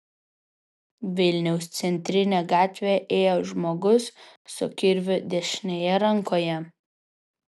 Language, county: Lithuanian, Vilnius